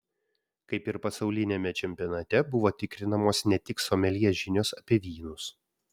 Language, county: Lithuanian, Vilnius